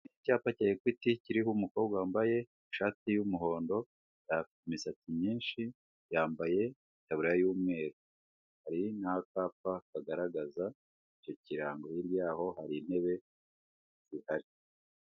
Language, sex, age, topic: Kinyarwanda, male, 36-49, finance